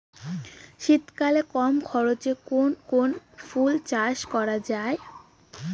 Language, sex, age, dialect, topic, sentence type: Bengali, female, 18-24, Rajbangshi, agriculture, question